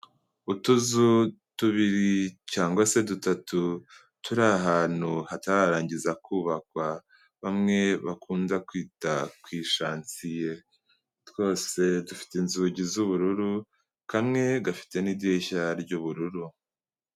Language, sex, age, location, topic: Kinyarwanda, male, 18-24, Kigali, health